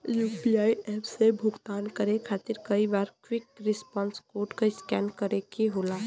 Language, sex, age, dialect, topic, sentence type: Bhojpuri, female, 18-24, Western, banking, statement